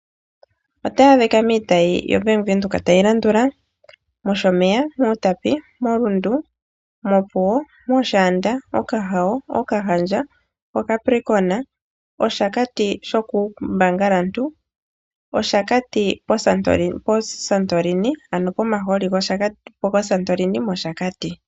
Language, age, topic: Oshiwambo, 25-35, finance